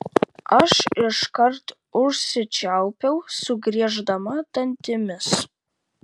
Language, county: Lithuanian, Vilnius